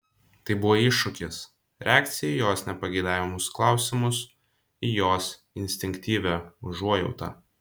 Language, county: Lithuanian, Vilnius